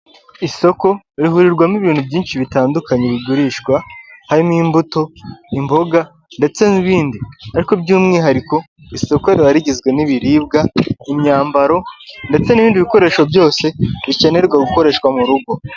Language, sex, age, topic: Kinyarwanda, male, 18-24, finance